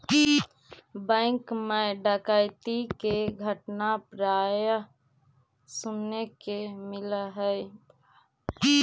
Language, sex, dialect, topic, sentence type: Magahi, female, Central/Standard, banking, statement